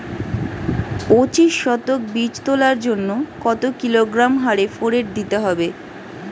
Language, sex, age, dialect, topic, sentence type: Bengali, female, 31-35, Standard Colloquial, agriculture, question